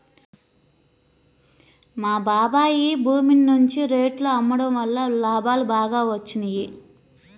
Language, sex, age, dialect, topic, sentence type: Telugu, female, 31-35, Central/Coastal, banking, statement